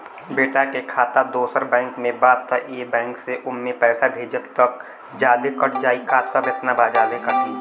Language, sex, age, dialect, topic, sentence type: Bhojpuri, male, 18-24, Southern / Standard, banking, question